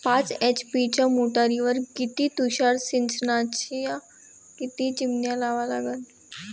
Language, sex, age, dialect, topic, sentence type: Marathi, female, 18-24, Varhadi, agriculture, question